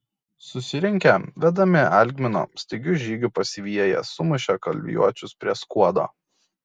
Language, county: Lithuanian, Kaunas